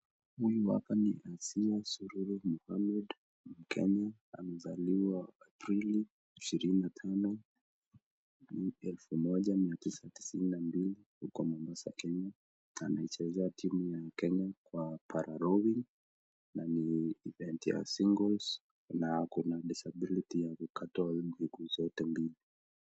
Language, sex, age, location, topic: Swahili, male, 25-35, Nakuru, education